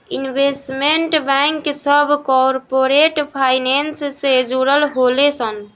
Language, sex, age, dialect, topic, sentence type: Bhojpuri, female, <18, Southern / Standard, banking, statement